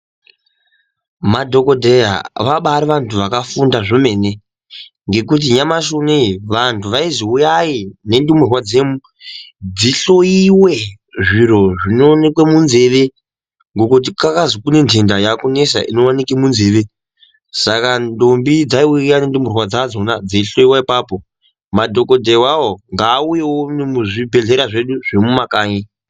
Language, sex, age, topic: Ndau, male, 18-24, health